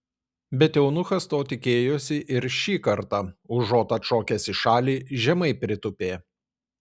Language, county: Lithuanian, Šiauliai